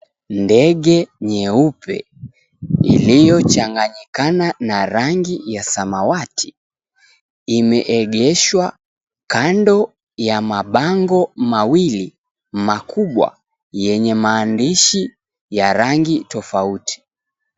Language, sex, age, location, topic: Swahili, male, 25-35, Mombasa, government